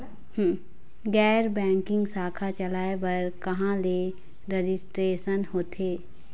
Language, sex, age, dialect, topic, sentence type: Chhattisgarhi, female, 25-30, Eastern, banking, question